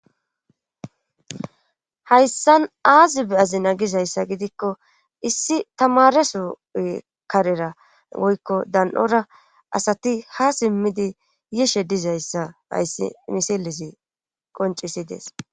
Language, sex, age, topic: Gamo, female, 25-35, government